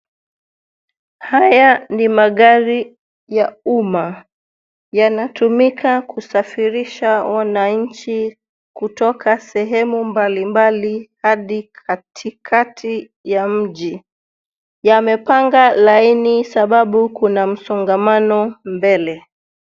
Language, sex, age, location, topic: Swahili, female, 36-49, Nairobi, government